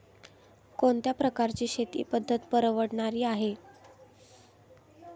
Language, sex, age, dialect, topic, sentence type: Marathi, female, 18-24, Standard Marathi, agriculture, question